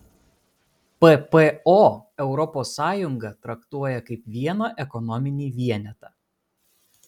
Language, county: Lithuanian, Kaunas